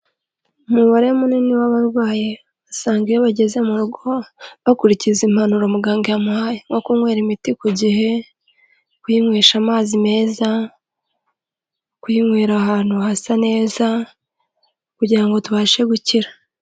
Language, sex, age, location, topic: Kinyarwanda, female, 25-35, Kigali, health